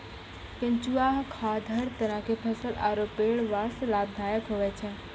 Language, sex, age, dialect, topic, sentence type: Maithili, female, 18-24, Angika, agriculture, statement